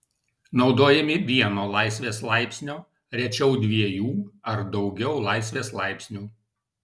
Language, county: Lithuanian, Alytus